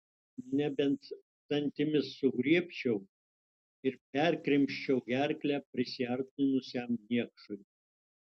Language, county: Lithuanian, Utena